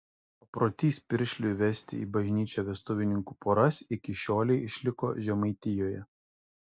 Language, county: Lithuanian, Kaunas